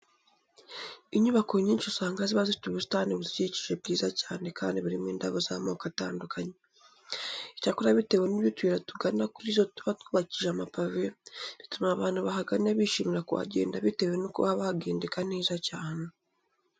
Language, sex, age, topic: Kinyarwanda, female, 18-24, education